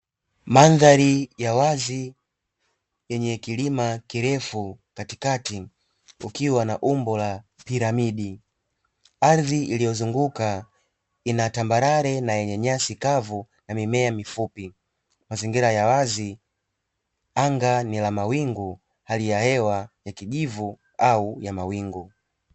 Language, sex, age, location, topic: Swahili, male, 18-24, Dar es Salaam, agriculture